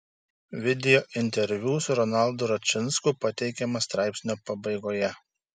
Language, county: Lithuanian, Šiauliai